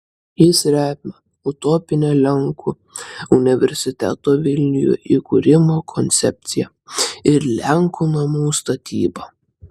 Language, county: Lithuanian, Klaipėda